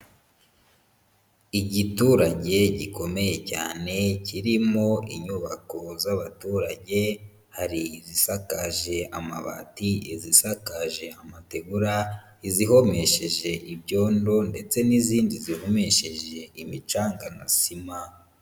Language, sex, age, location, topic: Kinyarwanda, male, 25-35, Huye, agriculture